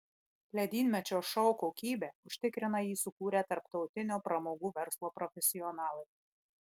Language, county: Lithuanian, Marijampolė